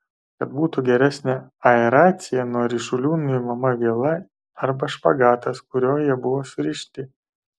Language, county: Lithuanian, Kaunas